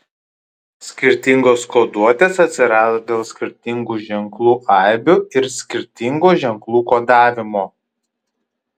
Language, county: Lithuanian, Kaunas